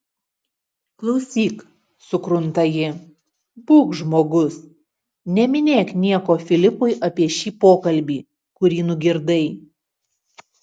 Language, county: Lithuanian, Utena